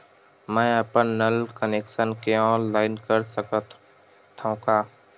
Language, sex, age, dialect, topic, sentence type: Chhattisgarhi, male, 18-24, Western/Budati/Khatahi, banking, question